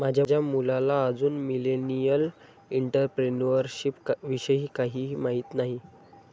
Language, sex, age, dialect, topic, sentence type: Marathi, male, 25-30, Standard Marathi, banking, statement